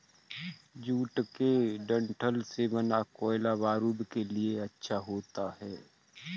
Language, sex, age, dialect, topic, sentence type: Hindi, male, 41-45, Kanauji Braj Bhasha, agriculture, statement